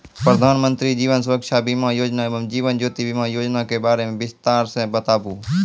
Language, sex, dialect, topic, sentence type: Maithili, male, Angika, banking, question